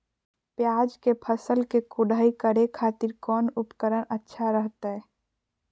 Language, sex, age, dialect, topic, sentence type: Magahi, female, 41-45, Southern, agriculture, question